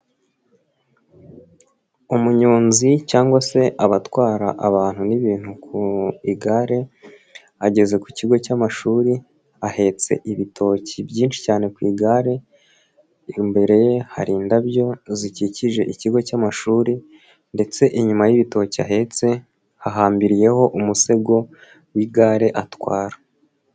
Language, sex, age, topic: Kinyarwanda, male, 25-35, finance